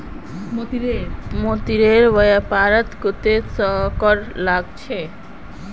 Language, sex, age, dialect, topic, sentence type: Magahi, female, 18-24, Northeastern/Surjapuri, agriculture, statement